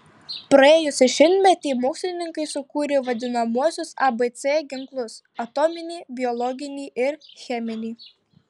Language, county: Lithuanian, Tauragė